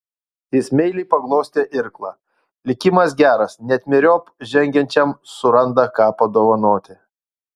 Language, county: Lithuanian, Utena